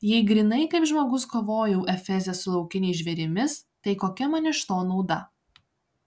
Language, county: Lithuanian, Klaipėda